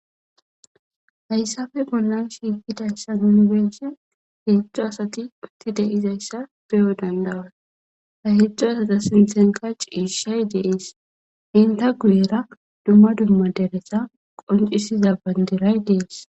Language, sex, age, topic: Gamo, female, 18-24, government